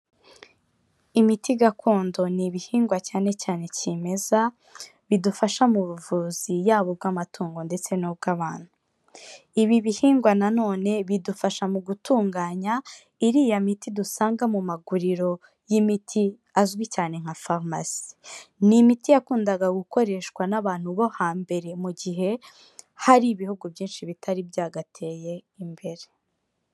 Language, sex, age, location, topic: Kinyarwanda, female, 25-35, Kigali, health